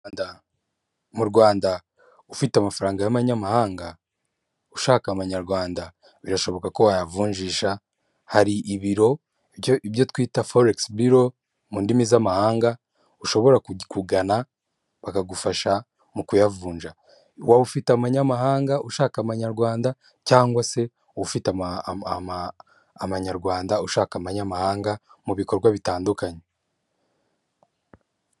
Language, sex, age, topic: Kinyarwanda, male, 25-35, finance